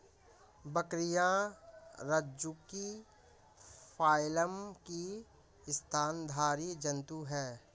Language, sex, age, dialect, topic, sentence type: Hindi, male, 25-30, Marwari Dhudhari, agriculture, statement